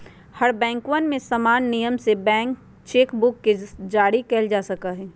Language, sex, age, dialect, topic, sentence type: Magahi, female, 46-50, Western, banking, statement